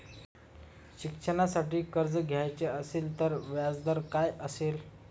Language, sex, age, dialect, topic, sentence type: Marathi, male, 25-30, Standard Marathi, banking, question